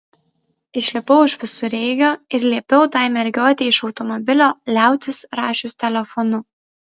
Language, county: Lithuanian, Vilnius